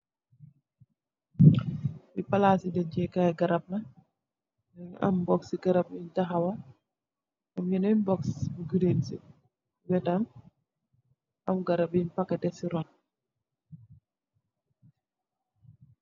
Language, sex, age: Wolof, female, 36-49